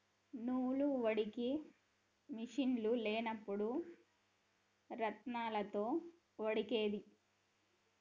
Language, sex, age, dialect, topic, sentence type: Telugu, female, 18-24, Telangana, agriculture, statement